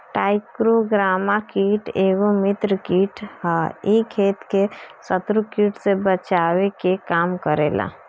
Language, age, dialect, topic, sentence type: Bhojpuri, 25-30, Northern, agriculture, statement